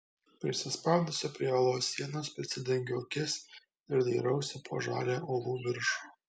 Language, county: Lithuanian, Kaunas